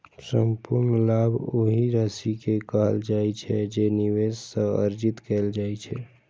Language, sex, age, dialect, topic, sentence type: Maithili, male, 18-24, Eastern / Thethi, banking, statement